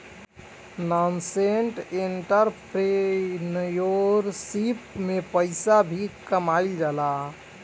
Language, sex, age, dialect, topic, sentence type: Bhojpuri, male, 18-24, Southern / Standard, banking, statement